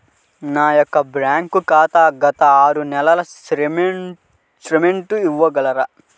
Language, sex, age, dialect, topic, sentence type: Telugu, male, 31-35, Central/Coastal, banking, question